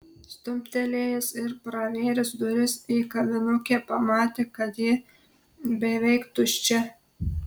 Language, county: Lithuanian, Telšiai